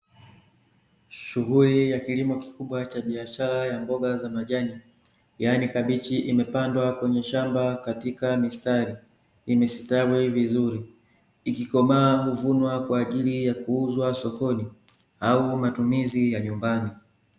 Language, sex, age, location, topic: Swahili, male, 25-35, Dar es Salaam, agriculture